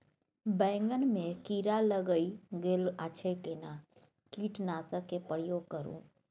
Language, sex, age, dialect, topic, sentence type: Maithili, female, 36-40, Bajjika, agriculture, question